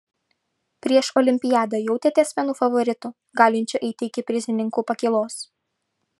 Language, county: Lithuanian, Vilnius